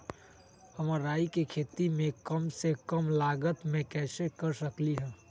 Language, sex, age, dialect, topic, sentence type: Magahi, male, 18-24, Western, agriculture, question